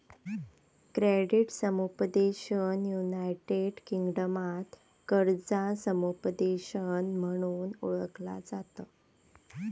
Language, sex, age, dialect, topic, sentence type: Marathi, female, 18-24, Southern Konkan, banking, statement